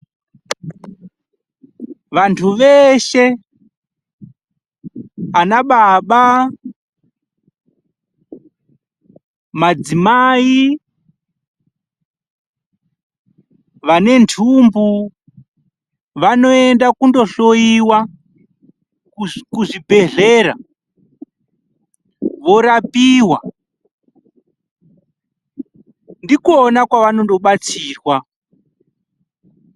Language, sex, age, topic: Ndau, male, 25-35, health